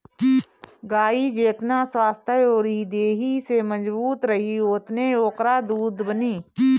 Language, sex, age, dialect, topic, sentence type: Bhojpuri, female, 31-35, Northern, agriculture, statement